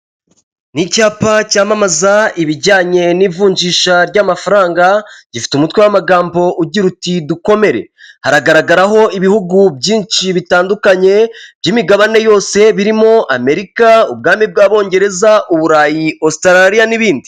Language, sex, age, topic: Kinyarwanda, male, 25-35, finance